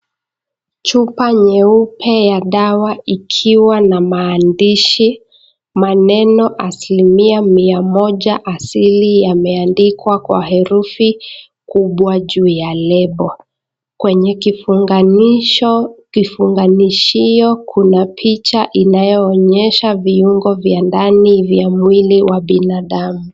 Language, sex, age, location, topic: Swahili, female, 25-35, Nakuru, health